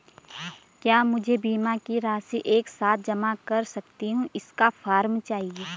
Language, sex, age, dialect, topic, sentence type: Hindi, female, 25-30, Garhwali, banking, question